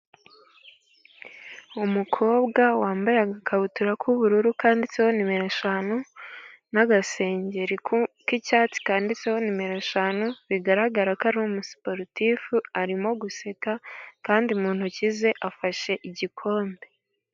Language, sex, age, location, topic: Kinyarwanda, female, 18-24, Gakenke, government